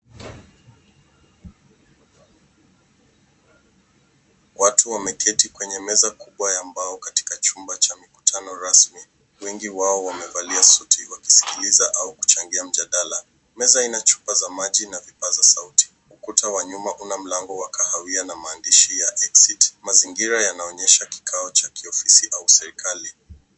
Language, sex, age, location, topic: Swahili, male, 18-24, Nairobi, education